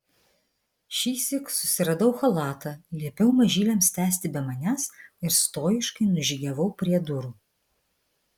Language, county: Lithuanian, Vilnius